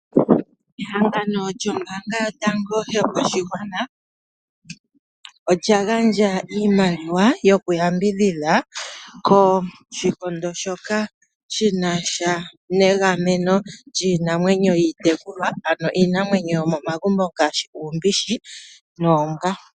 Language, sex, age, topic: Oshiwambo, male, 25-35, finance